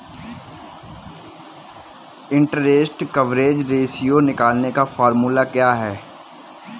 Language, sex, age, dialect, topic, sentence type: Hindi, male, 18-24, Kanauji Braj Bhasha, banking, statement